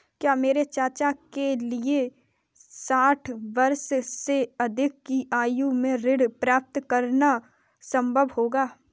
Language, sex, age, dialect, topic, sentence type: Hindi, female, 18-24, Kanauji Braj Bhasha, banking, statement